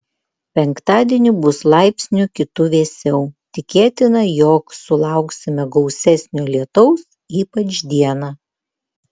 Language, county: Lithuanian, Vilnius